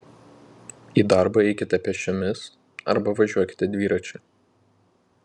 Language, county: Lithuanian, Panevėžys